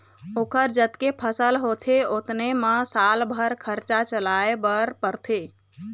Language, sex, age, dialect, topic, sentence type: Chhattisgarhi, female, 25-30, Eastern, agriculture, statement